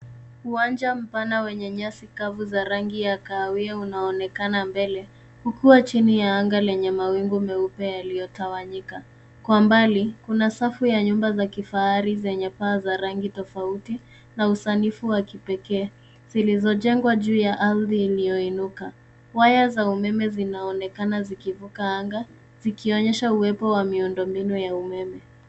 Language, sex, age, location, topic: Swahili, female, 25-35, Nairobi, finance